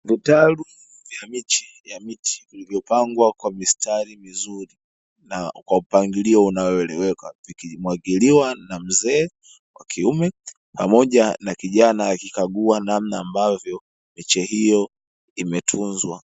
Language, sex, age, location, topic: Swahili, male, 18-24, Dar es Salaam, agriculture